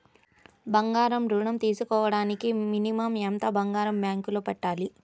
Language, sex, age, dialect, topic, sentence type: Telugu, female, 31-35, Central/Coastal, banking, question